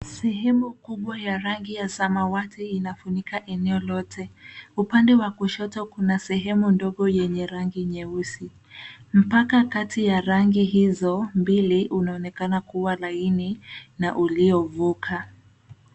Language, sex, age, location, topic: Swahili, female, 18-24, Nairobi, education